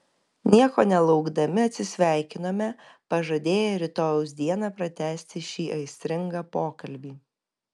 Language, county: Lithuanian, Kaunas